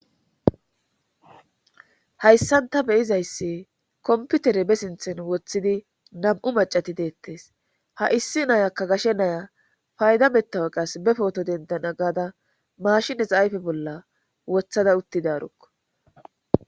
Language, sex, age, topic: Gamo, female, 25-35, government